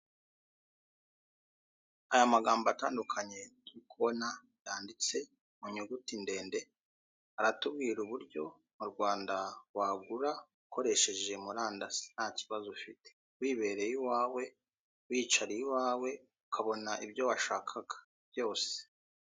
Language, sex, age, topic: Kinyarwanda, male, 36-49, finance